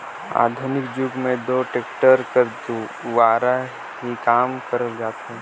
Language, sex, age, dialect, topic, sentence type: Chhattisgarhi, male, 18-24, Northern/Bhandar, agriculture, statement